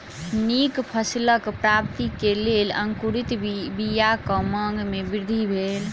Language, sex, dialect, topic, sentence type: Maithili, female, Southern/Standard, agriculture, statement